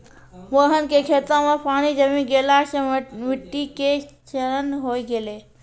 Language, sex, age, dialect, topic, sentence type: Maithili, female, 18-24, Angika, agriculture, statement